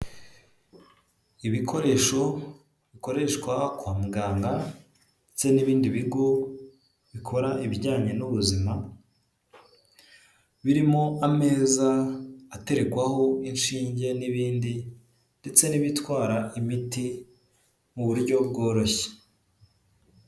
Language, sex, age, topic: Kinyarwanda, male, 18-24, health